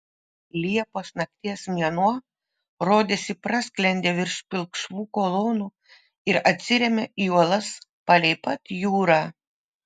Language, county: Lithuanian, Vilnius